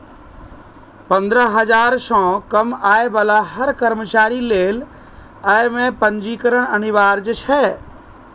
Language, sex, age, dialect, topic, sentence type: Maithili, male, 31-35, Eastern / Thethi, banking, statement